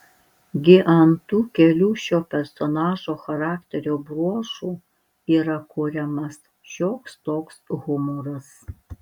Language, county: Lithuanian, Alytus